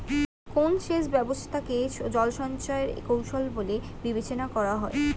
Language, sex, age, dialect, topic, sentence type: Bengali, female, 18-24, Standard Colloquial, agriculture, question